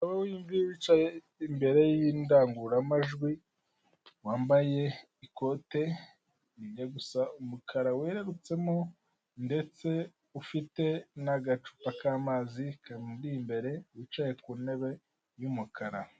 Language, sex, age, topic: Kinyarwanda, male, 18-24, government